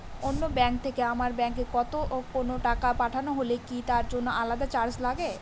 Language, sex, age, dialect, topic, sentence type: Bengali, female, 18-24, Northern/Varendri, banking, question